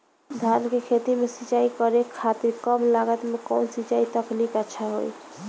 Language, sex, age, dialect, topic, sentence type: Bhojpuri, female, 18-24, Northern, agriculture, question